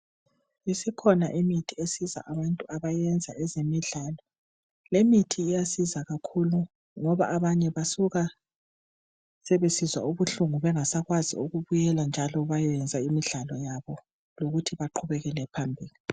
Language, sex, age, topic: North Ndebele, female, 36-49, health